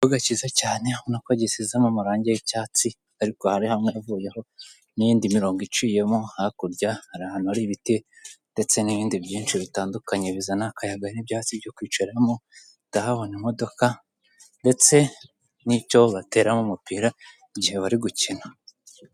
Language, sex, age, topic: Kinyarwanda, female, 18-24, government